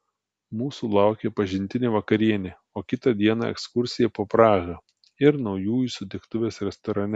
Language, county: Lithuanian, Telšiai